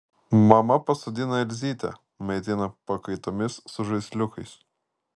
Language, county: Lithuanian, Vilnius